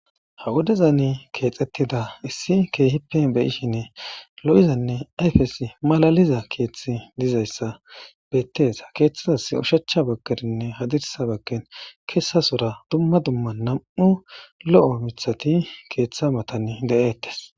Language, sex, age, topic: Gamo, male, 25-35, government